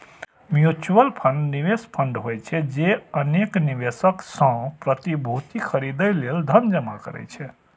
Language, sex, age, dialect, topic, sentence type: Maithili, male, 41-45, Eastern / Thethi, banking, statement